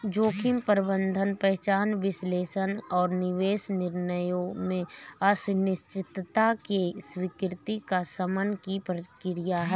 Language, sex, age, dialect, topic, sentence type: Hindi, female, 31-35, Awadhi Bundeli, banking, statement